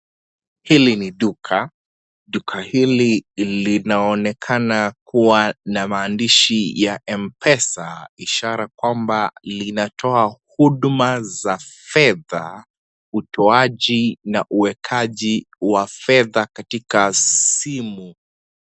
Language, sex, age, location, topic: Swahili, male, 25-35, Kisii, finance